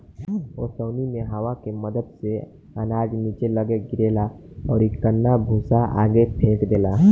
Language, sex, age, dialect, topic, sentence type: Bhojpuri, male, <18, Southern / Standard, agriculture, statement